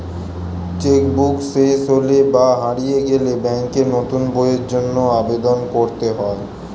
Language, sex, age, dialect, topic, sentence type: Bengali, male, 18-24, Standard Colloquial, banking, statement